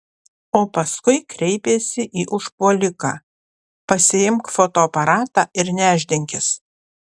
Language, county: Lithuanian, Panevėžys